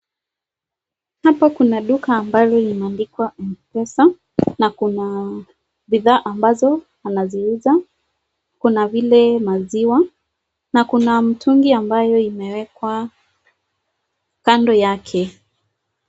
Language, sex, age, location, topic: Swahili, female, 25-35, Nakuru, finance